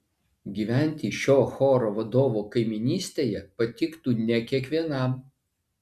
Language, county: Lithuanian, Vilnius